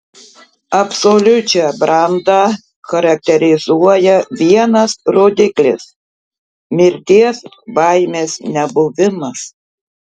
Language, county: Lithuanian, Tauragė